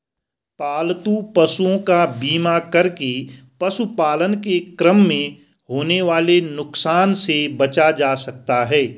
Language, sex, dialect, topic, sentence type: Hindi, male, Garhwali, banking, statement